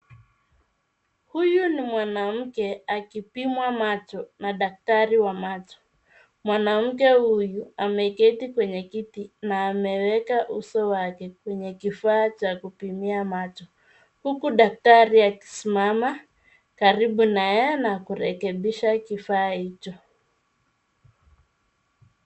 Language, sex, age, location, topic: Swahili, female, 25-35, Nairobi, health